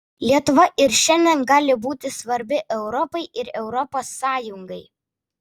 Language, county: Lithuanian, Vilnius